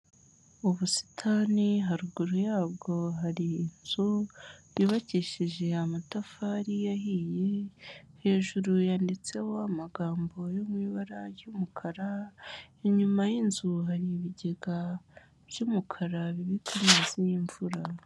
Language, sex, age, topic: Kinyarwanda, female, 18-24, health